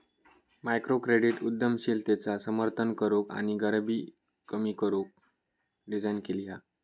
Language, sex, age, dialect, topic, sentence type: Marathi, male, 25-30, Southern Konkan, banking, statement